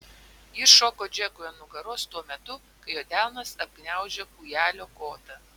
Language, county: Lithuanian, Vilnius